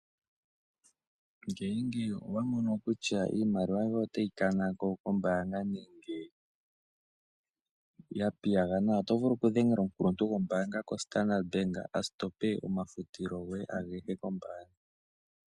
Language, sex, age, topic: Oshiwambo, male, 18-24, finance